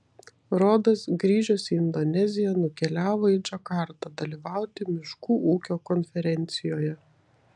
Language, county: Lithuanian, Vilnius